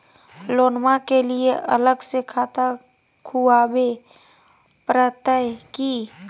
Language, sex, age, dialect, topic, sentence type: Magahi, female, 31-35, Southern, banking, question